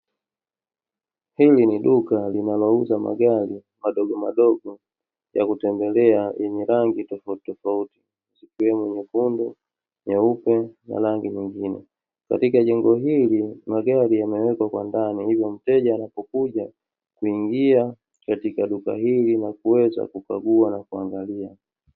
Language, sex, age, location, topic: Swahili, male, 36-49, Dar es Salaam, finance